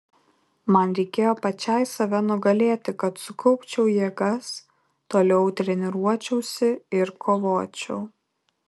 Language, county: Lithuanian, Kaunas